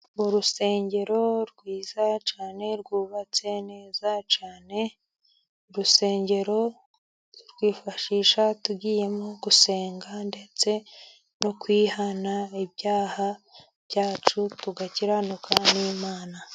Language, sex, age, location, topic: Kinyarwanda, female, 25-35, Musanze, government